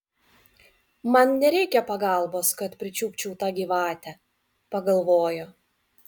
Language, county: Lithuanian, Vilnius